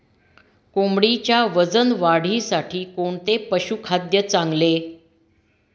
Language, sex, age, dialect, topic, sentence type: Marathi, female, 46-50, Standard Marathi, agriculture, question